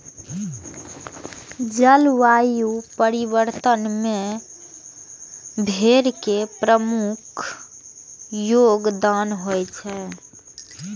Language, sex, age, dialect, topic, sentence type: Maithili, female, 18-24, Eastern / Thethi, agriculture, statement